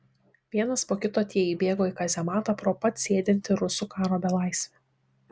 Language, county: Lithuanian, Šiauliai